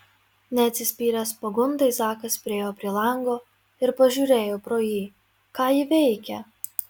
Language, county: Lithuanian, Marijampolė